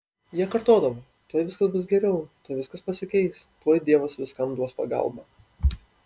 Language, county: Lithuanian, Panevėžys